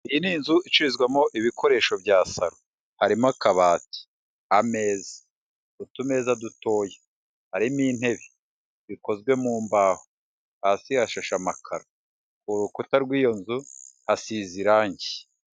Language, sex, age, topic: Kinyarwanda, male, 36-49, finance